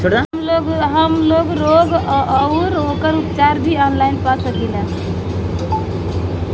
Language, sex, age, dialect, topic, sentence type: Bhojpuri, female, 18-24, Western, agriculture, question